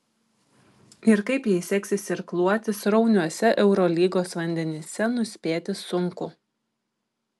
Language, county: Lithuanian, Klaipėda